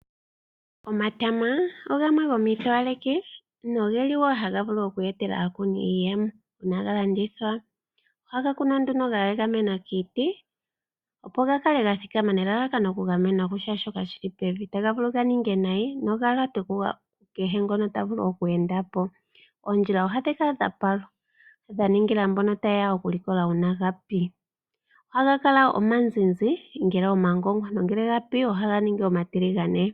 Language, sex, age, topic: Oshiwambo, female, 25-35, agriculture